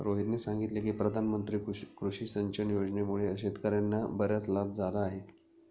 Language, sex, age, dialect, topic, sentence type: Marathi, male, 31-35, Standard Marathi, agriculture, statement